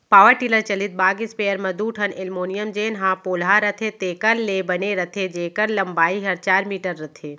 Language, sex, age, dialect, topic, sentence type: Chhattisgarhi, female, 36-40, Central, agriculture, statement